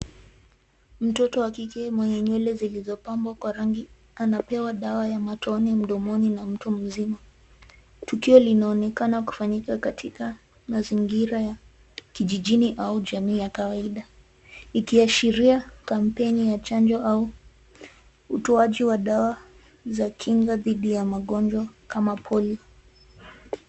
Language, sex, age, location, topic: Swahili, female, 18-24, Nairobi, health